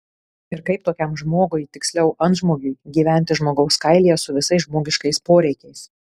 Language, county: Lithuanian, Kaunas